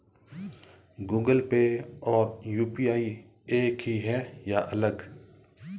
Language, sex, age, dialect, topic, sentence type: Hindi, male, 25-30, Marwari Dhudhari, banking, question